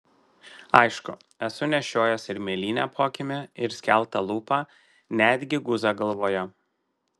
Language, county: Lithuanian, Marijampolė